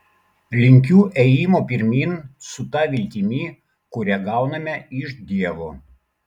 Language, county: Lithuanian, Klaipėda